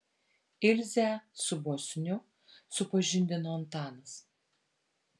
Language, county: Lithuanian, Vilnius